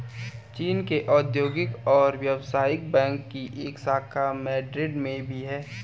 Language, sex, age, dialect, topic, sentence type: Hindi, male, 18-24, Garhwali, banking, statement